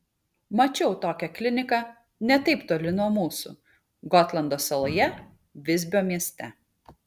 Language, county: Lithuanian, Kaunas